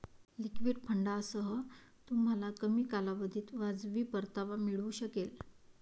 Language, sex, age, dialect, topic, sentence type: Marathi, female, 31-35, Varhadi, banking, statement